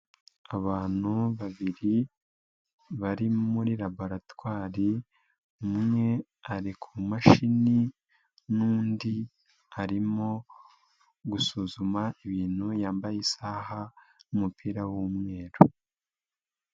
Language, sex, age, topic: Kinyarwanda, male, 25-35, health